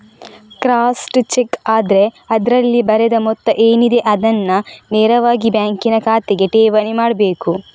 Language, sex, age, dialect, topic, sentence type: Kannada, female, 36-40, Coastal/Dakshin, banking, statement